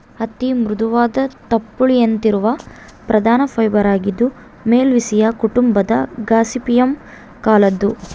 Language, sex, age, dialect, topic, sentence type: Kannada, female, 18-24, Central, agriculture, statement